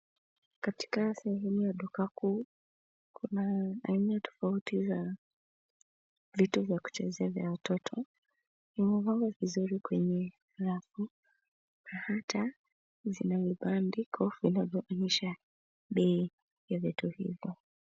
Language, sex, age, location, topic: Swahili, female, 18-24, Nairobi, finance